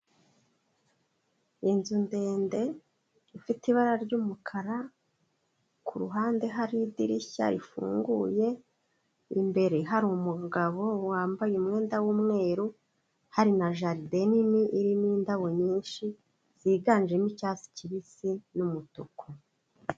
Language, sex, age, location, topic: Kinyarwanda, female, 36-49, Kigali, health